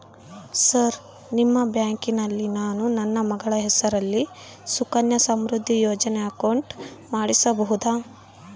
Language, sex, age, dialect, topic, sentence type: Kannada, female, 25-30, Central, banking, question